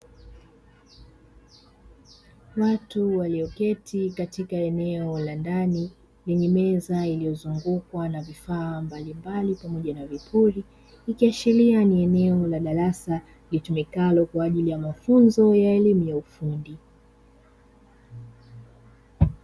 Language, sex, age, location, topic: Swahili, female, 25-35, Dar es Salaam, education